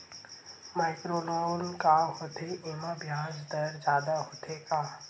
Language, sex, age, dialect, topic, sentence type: Chhattisgarhi, male, 18-24, Western/Budati/Khatahi, banking, question